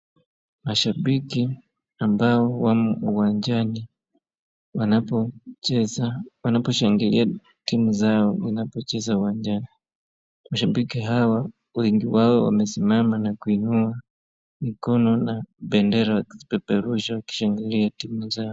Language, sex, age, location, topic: Swahili, male, 25-35, Wajir, government